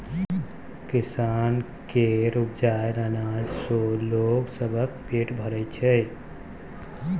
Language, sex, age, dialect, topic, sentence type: Maithili, male, 18-24, Bajjika, agriculture, statement